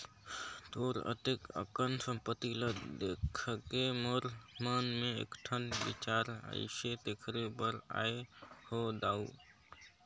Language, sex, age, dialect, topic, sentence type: Chhattisgarhi, male, 60-100, Northern/Bhandar, banking, statement